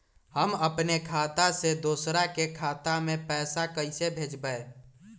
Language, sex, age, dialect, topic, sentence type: Magahi, male, 18-24, Western, banking, question